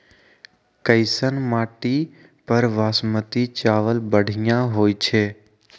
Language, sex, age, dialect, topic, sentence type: Magahi, male, 18-24, Western, agriculture, question